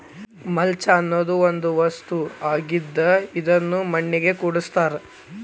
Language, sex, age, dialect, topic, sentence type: Kannada, male, 18-24, Dharwad Kannada, agriculture, statement